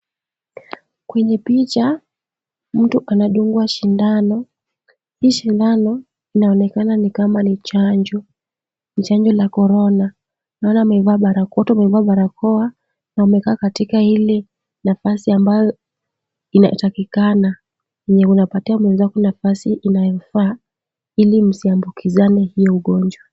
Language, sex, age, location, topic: Swahili, female, 18-24, Kisumu, health